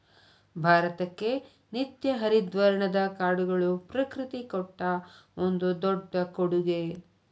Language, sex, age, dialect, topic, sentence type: Kannada, female, 25-30, Dharwad Kannada, agriculture, statement